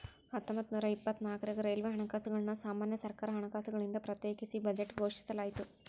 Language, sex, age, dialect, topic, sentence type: Kannada, female, 25-30, Dharwad Kannada, banking, statement